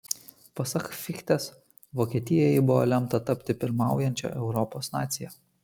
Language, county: Lithuanian, Kaunas